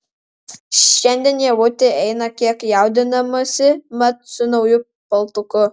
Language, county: Lithuanian, Alytus